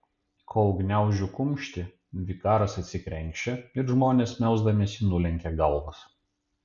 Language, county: Lithuanian, Panevėžys